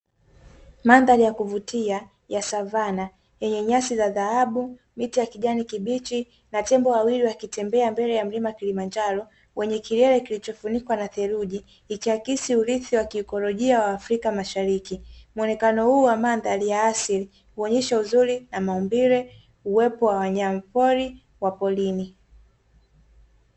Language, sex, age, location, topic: Swahili, female, 18-24, Dar es Salaam, agriculture